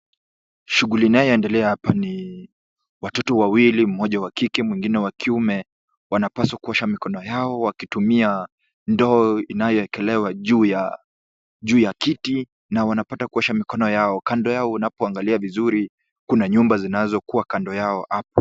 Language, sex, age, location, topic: Swahili, male, 18-24, Kisumu, health